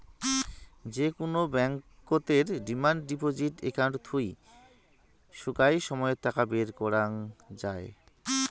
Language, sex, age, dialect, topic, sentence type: Bengali, male, 31-35, Rajbangshi, banking, statement